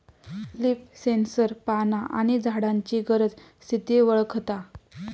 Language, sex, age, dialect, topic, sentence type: Marathi, female, 18-24, Southern Konkan, agriculture, statement